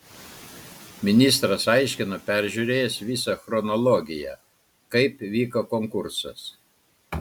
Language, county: Lithuanian, Klaipėda